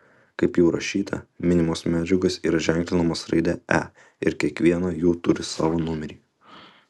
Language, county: Lithuanian, Utena